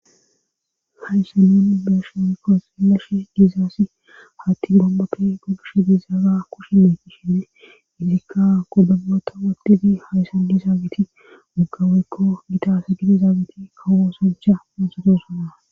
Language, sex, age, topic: Gamo, female, 18-24, government